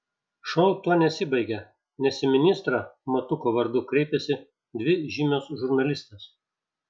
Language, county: Lithuanian, Šiauliai